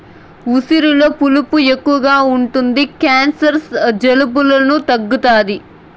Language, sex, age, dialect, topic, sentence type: Telugu, female, 18-24, Southern, agriculture, statement